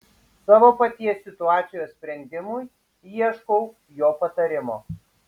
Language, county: Lithuanian, Šiauliai